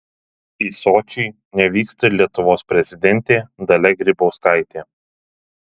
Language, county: Lithuanian, Telšiai